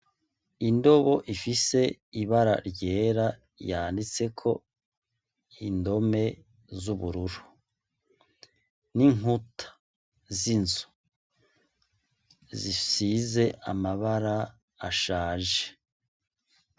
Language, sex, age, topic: Rundi, male, 36-49, education